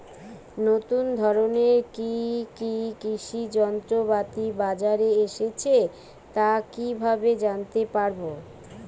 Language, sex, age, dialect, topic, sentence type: Bengali, female, 31-35, Western, agriculture, question